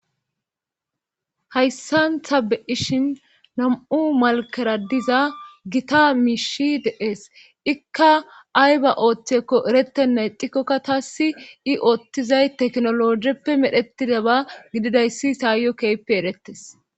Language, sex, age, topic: Gamo, female, 25-35, government